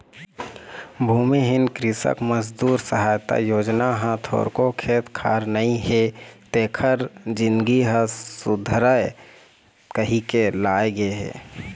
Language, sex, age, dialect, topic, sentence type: Chhattisgarhi, male, 25-30, Eastern, agriculture, statement